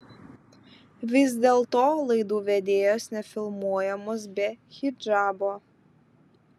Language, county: Lithuanian, Vilnius